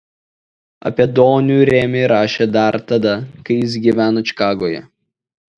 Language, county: Lithuanian, Šiauliai